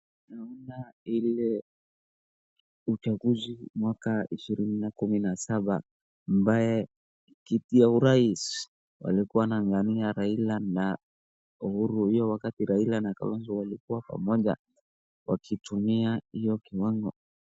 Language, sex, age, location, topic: Swahili, male, 36-49, Wajir, government